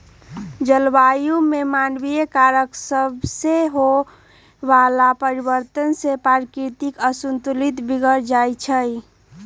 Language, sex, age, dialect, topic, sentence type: Magahi, female, 18-24, Western, agriculture, statement